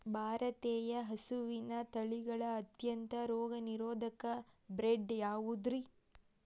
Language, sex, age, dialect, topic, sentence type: Kannada, female, 31-35, Dharwad Kannada, agriculture, question